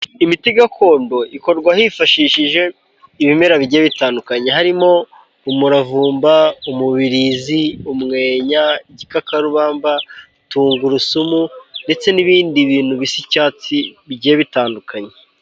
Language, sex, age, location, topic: Kinyarwanda, male, 18-24, Kigali, health